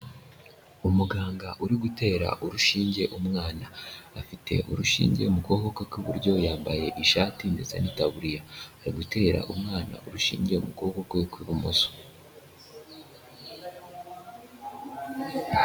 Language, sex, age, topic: Kinyarwanda, male, 18-24, health